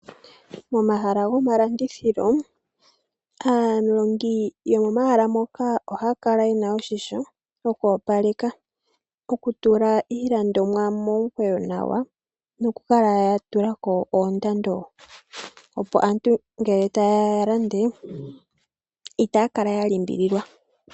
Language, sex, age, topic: Oshiwambo, male, 18-24, finance